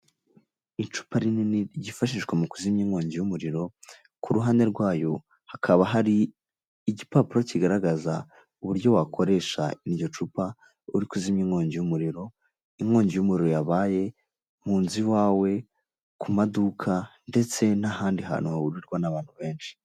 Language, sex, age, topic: Kinyarwanda, male, 18-24, government